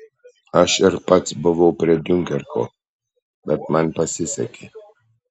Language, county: Lithuanian, Panevėžys